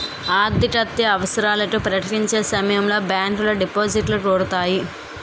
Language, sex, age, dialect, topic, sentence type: Telugu, female, 18-24, Utterandhra, banking, statement